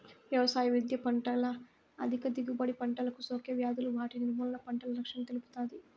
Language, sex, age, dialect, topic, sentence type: Telugu, female, 18-24, Southern, agriculture, statement